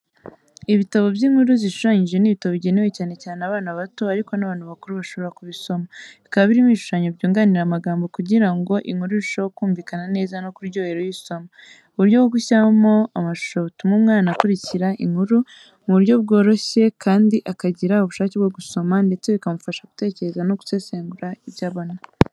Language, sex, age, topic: Kinyarwanda, female, 18-24, education